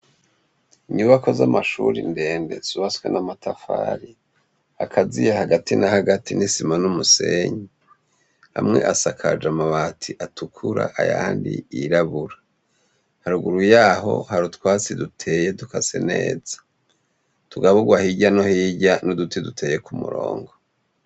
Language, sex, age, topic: Rundi, male, 50+, education